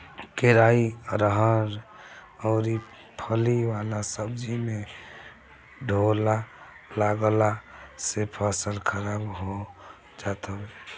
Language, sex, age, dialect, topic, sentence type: Bhojpuri, male, <18, Northern, agriculture, statement